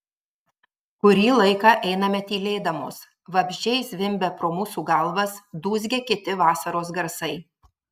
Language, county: Lithuanian, Marijampolė